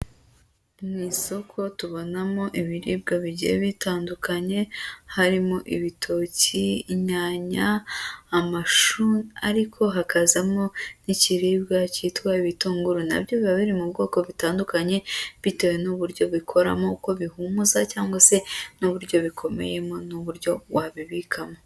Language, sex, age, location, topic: Kinyarwanda, female, 18-24, Huye, agriculture